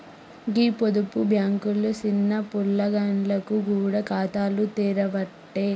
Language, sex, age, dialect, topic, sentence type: Telugu, female, 18-24, Telangana, banking, statement